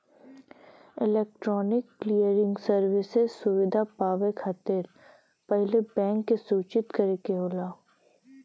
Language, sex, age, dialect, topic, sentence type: Bhojpuri, female, 25-30, Western, banking, statement